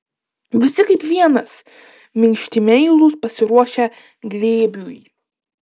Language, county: Lithuanian, Klaipėda